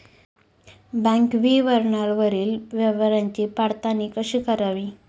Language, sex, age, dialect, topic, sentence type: Marathi, female, 18-24, Standard Marathi, banking, question